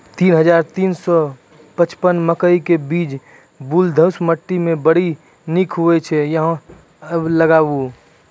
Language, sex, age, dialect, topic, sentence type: Maithili, male, 18-24, Angika, agriculture, question